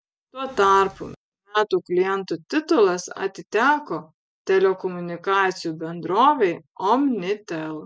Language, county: Lithuanian, Vilnius